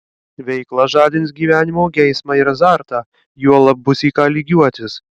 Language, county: Lithuanian, Kaunas